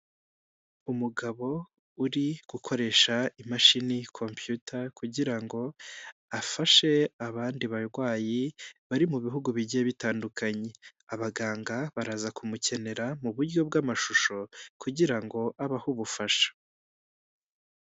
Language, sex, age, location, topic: Kinyarwanda, male, 18-24, Huye, health